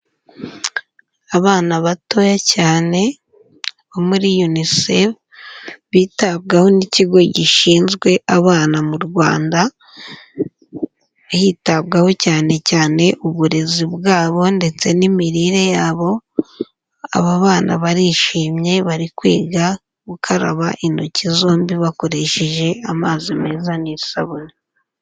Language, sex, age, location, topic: Kinyarwanda, female, 18-24, Huye, health